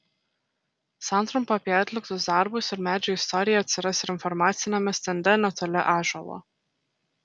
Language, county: Lithuanian, Telšiai